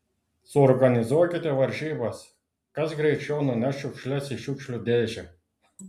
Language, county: Lithuanian, Klaipėda